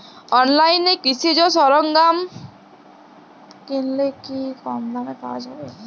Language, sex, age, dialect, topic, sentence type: Bengali, female, 18-24, Jharkhandi, agriculture, question